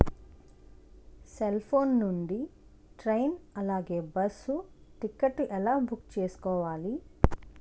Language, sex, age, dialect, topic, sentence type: Telugu, female, 25-30, Utterandhra, banking, question